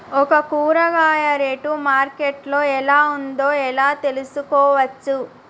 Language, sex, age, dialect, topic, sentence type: Telugu, female, 31-35, Telangana, agriculture, question